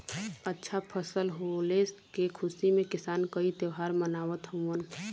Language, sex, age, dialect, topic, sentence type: Bhojpuri, female, 18-24, Western, agriculture, statement